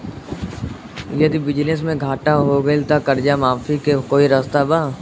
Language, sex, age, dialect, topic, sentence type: Bhojpuri, male, 18-24, Southern / Standard, banking, question